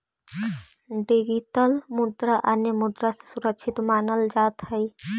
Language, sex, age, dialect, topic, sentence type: Magahi, female, 18-24, Central/Standard, banking, statement